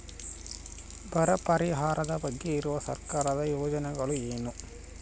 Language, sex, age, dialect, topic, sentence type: Kannada, male, 18-24, Central, banking, question